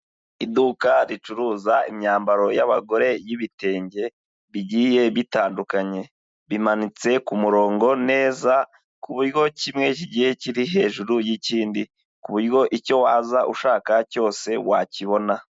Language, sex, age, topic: Kinyarwanda, male, 25-35, finance